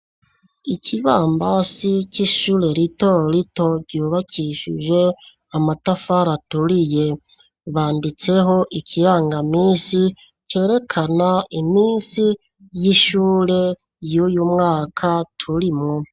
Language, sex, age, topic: Rundi, male, 36-49, education